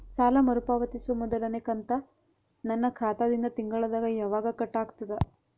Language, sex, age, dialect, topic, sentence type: Kannada, female, 18-24, Northeastern, banking, question